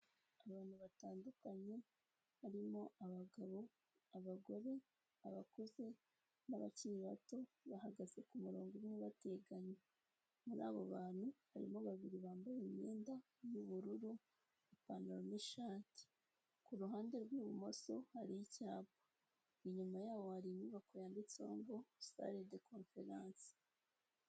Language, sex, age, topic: Kinyarwanda, female, 18-24, health